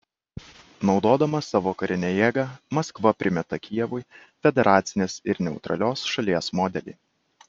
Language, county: Lithuanian, Kaunas